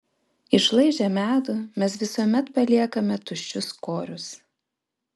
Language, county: Lithuanian, Vilnius